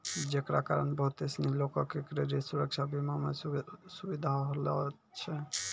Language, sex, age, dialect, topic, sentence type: Maithili, male, 18-24, Angika, banking, statement